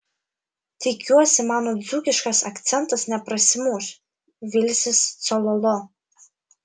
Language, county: Lithuanian, Vilnius